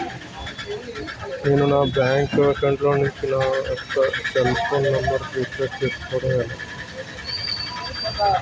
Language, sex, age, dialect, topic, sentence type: Telugu, male, 25-30, Utterandhra, banking, question